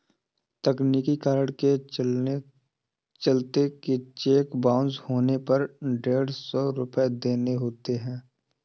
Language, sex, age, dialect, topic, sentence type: Hindi, male, 18-24, Kanauji Braj Bhasha, banking, statement